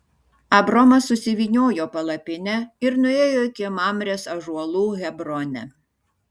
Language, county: Lithuanian, Šiauliai